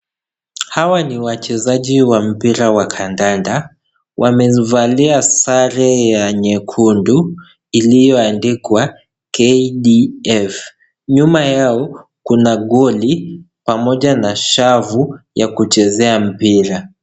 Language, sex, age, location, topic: Swahili, male, 18-24, Kisii, government